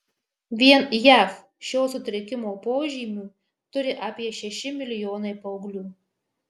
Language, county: Lithuanian, Marijampolė